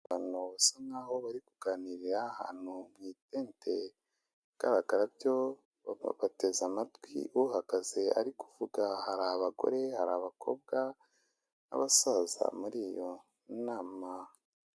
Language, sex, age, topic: Kinyarwanda, male, 25-35, government